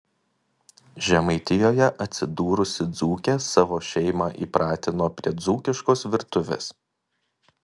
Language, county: Lithuanian, Kaunas